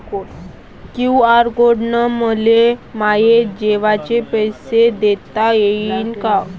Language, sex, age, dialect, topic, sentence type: Marathi, male, 31-35, Varhadi, banking, question